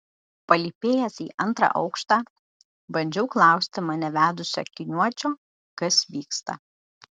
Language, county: Lithuanian, Šiauliai